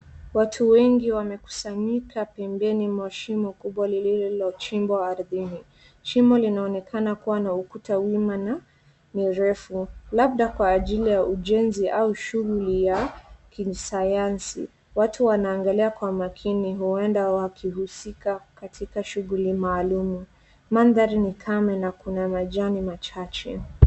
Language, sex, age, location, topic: Swahili, female, 18-24, Wajir, health